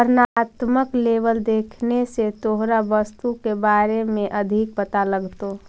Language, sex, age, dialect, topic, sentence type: Magahi, female, 56-60, Central/Standard, agriculture, statement